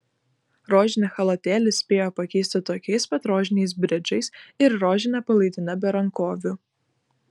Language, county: Lithuanian, Klaipėda